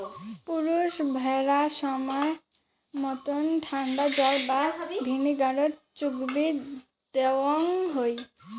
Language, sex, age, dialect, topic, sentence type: Bengali, female, <18, Rajbangshi, agriculture, statement